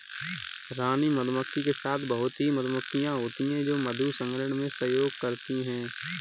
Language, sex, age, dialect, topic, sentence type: Hindi, male, 18-24, Kanauji Braj Bhasha, agriculture, statement